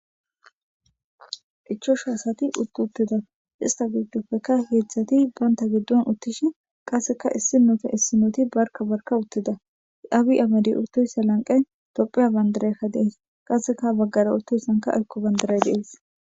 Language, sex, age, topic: Gamo, female, 18-24, government